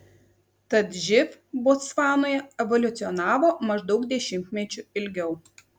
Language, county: Lithuanian, Kaunas